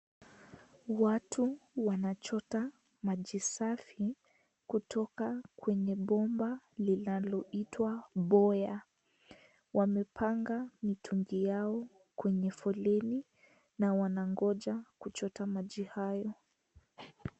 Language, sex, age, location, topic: Swahili, female, 18-24, Kisii, health